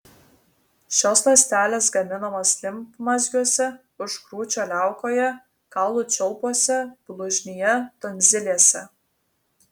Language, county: Lithuanian, Vilnius